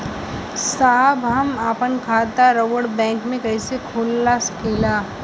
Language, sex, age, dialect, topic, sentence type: Bhojpuri, female, <18, Western, banking, question